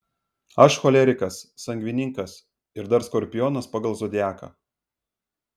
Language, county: Lithuanian, Vilnius